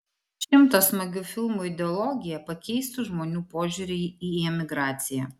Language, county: Lithuanian, Vilnius